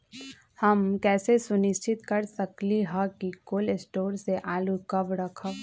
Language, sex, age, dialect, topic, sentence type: Magahi, female, 25-30, Western, agriculture, question